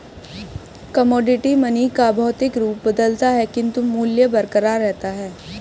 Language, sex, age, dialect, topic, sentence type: Hindi, male, 25-30, Hindustani Malvi Khadi Boli, banking, statement